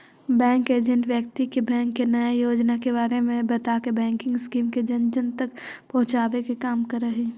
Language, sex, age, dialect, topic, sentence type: Magahi, female, 25-30, Central/Standard, banking, statement